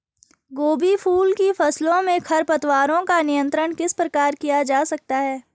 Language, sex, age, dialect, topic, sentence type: Hindi, female, 18-24, Garhwali, agriculture, question